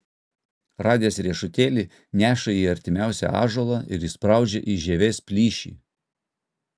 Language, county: Lithuanian, Utena